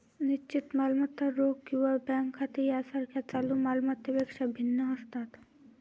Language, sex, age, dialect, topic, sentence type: Marathi, female, 41-45, Varhadi, banking, statement